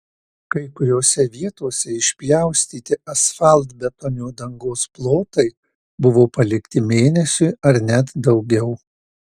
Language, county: Lithuanian, Marijampolė